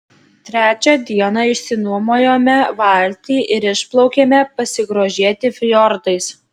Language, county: Lithuanian, Alytus